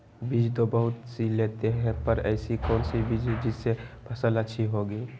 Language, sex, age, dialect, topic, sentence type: Magahi, male, 18-24, Western, agriculture, question